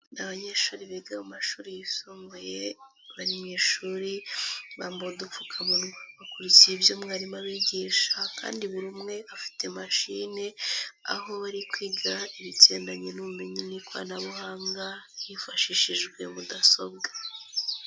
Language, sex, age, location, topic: Kinyarwanda, female, 18-24, Nyagatare, education